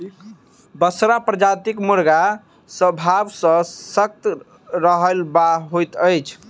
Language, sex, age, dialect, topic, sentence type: Maithili, male, 18-24, Southern/Standard, agriculture, statement